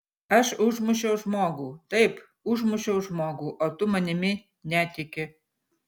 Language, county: Lithuanian, Utena